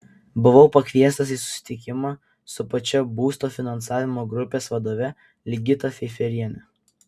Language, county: Lithuanian, Kaunas